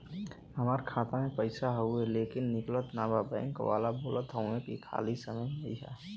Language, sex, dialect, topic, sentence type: Bhojpuri, male, Western, banking, question